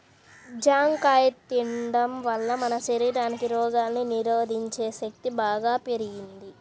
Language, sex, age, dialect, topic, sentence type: Telugu, male, 25-30, Central/Coastal, agriculture, statement